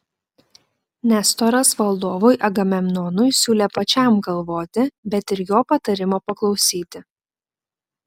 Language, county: Lithuanian, Klaipėda